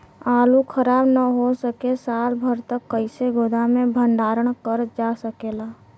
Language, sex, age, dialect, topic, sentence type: Bhojpuri, female, 18-24, Western, agriculture, question